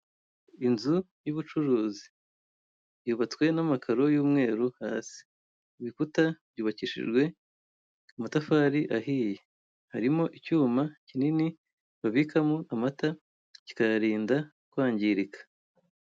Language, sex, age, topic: Kinyarwanda, female, 25-35, finance